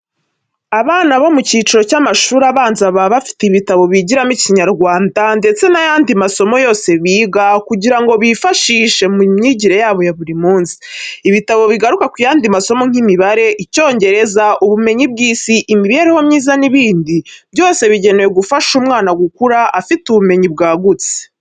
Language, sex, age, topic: Kinyarwanda, female, 18-24, education